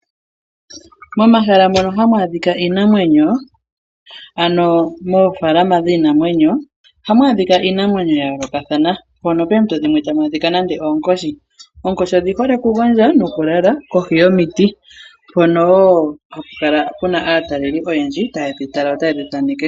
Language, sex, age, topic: Oshiwambo, female, 18-24, agriculture